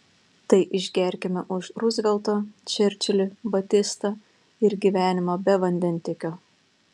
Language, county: Lithuanian, Panevėžys